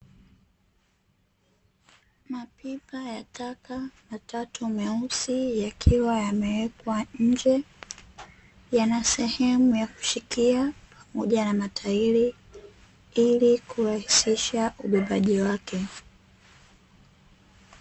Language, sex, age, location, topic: Swahili, female, 18-24, Dar es Salaam, government